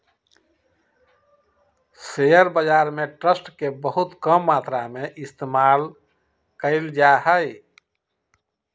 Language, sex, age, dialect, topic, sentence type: Magahi, male, 56-60, Western, banking, statement